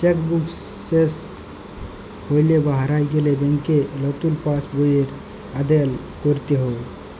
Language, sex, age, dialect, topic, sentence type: Bengali, male, 18-24, Jharkhandi, banking, statement